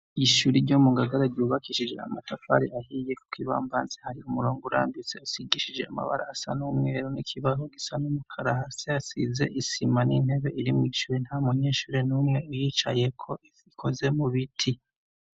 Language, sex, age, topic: Rundi, male, 25-35, education